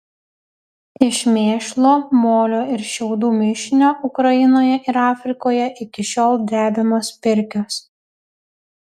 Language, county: Lithuanian, Kaunas